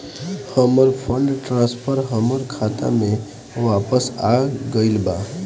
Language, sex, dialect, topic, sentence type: Bhojpuri, male, Northern, banking, statement